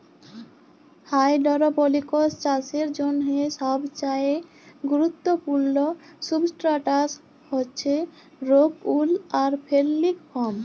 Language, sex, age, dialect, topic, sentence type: Bengali, female, 18-24, Jharkhandi, agriculture, statement